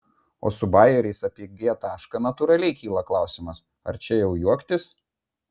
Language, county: Lithuanian, Vilnius